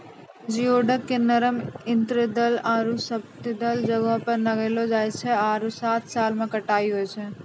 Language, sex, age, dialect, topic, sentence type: Maithili, female, 60-100, Angika, agriculture, statement